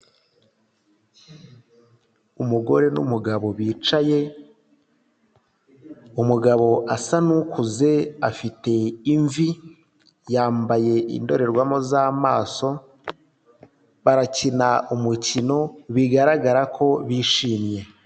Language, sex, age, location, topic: Kinyarwanda, male, 25-35, Huye, health